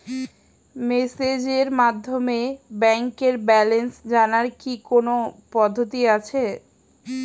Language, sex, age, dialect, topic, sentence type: Bengali, female, 25-30, Standard Colloquial, banking, question